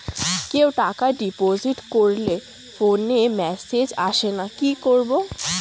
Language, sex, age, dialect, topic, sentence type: Bengali, female, <18, Rajbangshi, banking, question